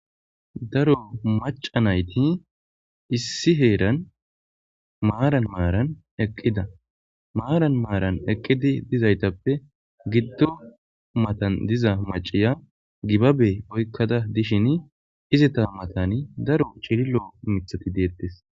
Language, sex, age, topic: Gamo, male, 25-35, government